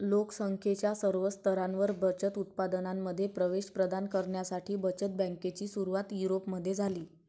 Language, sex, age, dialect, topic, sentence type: Marathi, male, 31-35, Varhadi, banking, statement